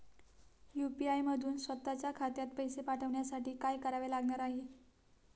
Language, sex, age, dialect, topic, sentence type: Marathi, female, 18-24, Standard Marathi, banking, statement